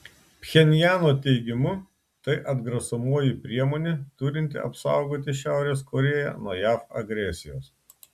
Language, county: Lithuanian, Klaipėda